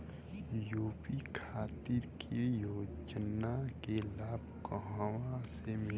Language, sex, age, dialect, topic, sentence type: Bhojpuri, female, 18-24, Western, banking, question